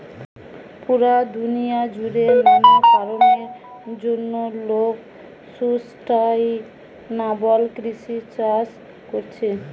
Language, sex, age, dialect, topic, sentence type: Bengali, female, 18-24, Western, agriculture, statement